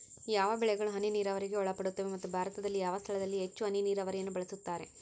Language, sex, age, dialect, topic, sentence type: Kannada, female, 18-24, Central, agriculture, question